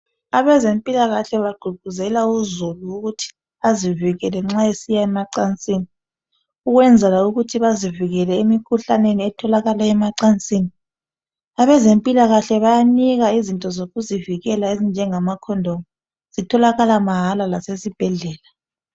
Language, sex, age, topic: North Ndebele, female, 25-35, health